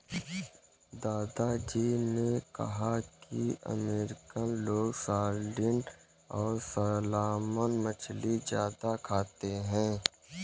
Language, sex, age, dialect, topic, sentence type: Hindi, male, 18-24, Kanauji Braj Bhasha, agriculture, statement